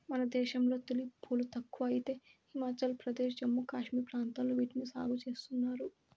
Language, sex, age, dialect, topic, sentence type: Telugu, female, 18-24, Southern, agriculture, statement